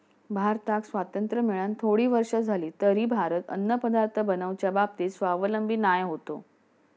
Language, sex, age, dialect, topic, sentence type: Marathi, female, 56-60, Southern Konkan, agriculture, statement